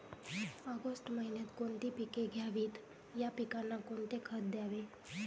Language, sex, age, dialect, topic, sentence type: Marathi, female, 25-30, Northern Konkan, agriculture, question